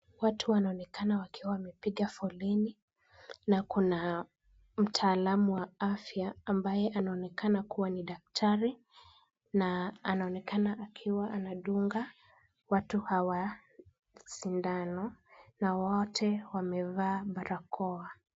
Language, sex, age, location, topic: Swahili, female, 18-24, Kisumu, health